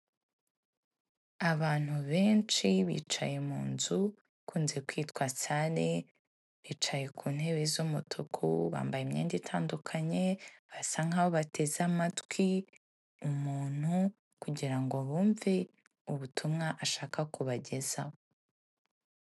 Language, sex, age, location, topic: Kinyarwanda, female, 18-24, Kigali, health